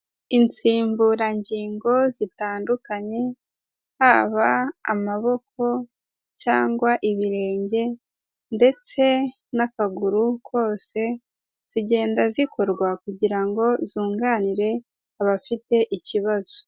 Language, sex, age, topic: Kinyarwanda, female, 50+, health